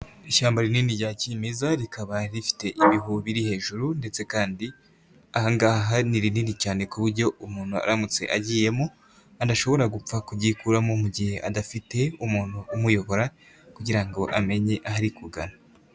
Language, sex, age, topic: Kinyarwanda, female, 18-24, agriculture